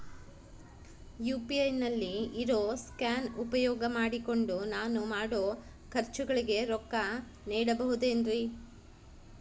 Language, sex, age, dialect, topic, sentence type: Kannada, female, 46-50, Central, banking, question